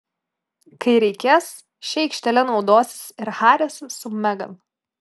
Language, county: Lithuanian, Klaipėda